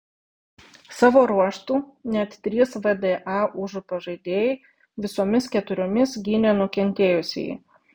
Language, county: Lithuanian, Vilnius